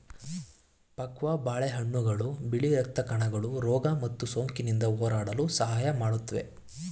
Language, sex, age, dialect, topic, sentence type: Kannada, male, 18-24, Mysore Kannada, agriculture, statement